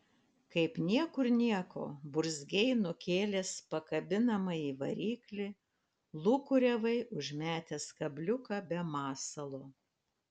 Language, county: Lithuanian, Panevėžys